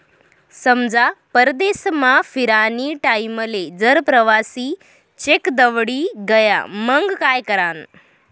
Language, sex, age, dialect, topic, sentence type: Marathi, female, 18-24, Northern Konkan, banking, statement